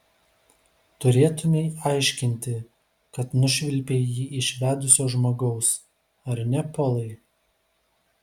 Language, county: Lithuanian, Vilnius